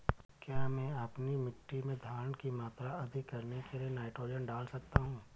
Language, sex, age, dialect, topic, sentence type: Hindi, male, 25-30, Awadhi Bundeli, agriculture, question